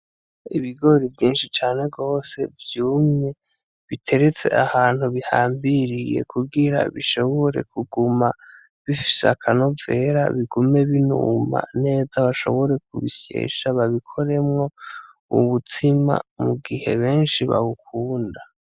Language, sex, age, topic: Rundi, male, 18-24, agriculture